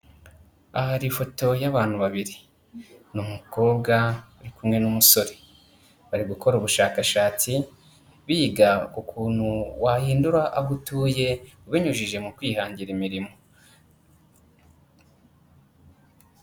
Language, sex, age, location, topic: Kinyarwanda, male, 25-35, Kigali, government